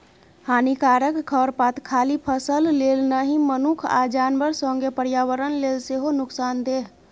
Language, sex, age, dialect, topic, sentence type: Maithili, female, 31-35, Bajjika, agriculture, statement